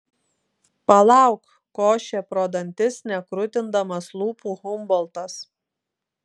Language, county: Lithuanian, Klaipėda